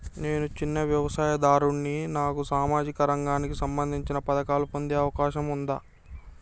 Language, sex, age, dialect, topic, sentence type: Telugu, male, 60-100, Telangana, banking, question